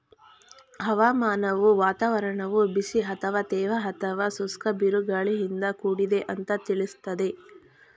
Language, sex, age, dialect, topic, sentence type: Kannada, female, 36-40, Mysore Kannada, agriculture, statement